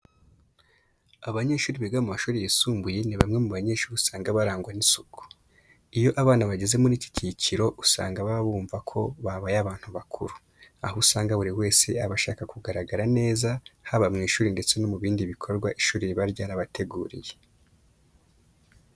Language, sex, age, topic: Kinyarwanda, male, 25-35, education